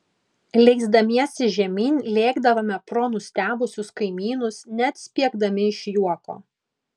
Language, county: Lithuanian, Kaunas